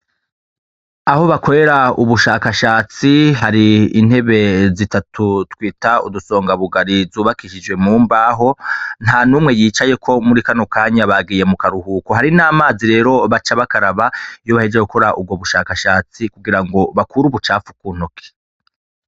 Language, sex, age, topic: Rundi, male, 36-49, education